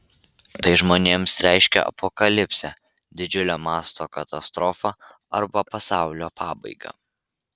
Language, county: Lithuanian, Vilnius